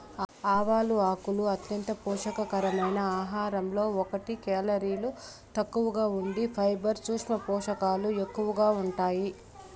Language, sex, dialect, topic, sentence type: Telugu, female, Southern, agriculture, statement